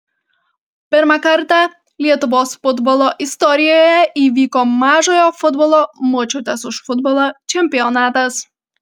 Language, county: Lithuanian, Panevėžys